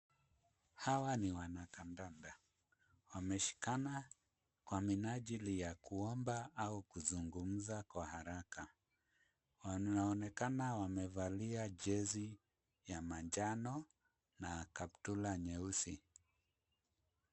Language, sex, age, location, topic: Swahili, male, 25-35, Kisumu, government